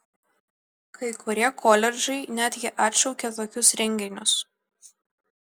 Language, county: Lithuanian, Vilnius